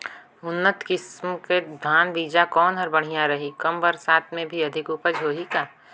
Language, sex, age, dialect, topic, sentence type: Chhattisgarhi, female, 25-30, Northern/Bhandar, agriculture, question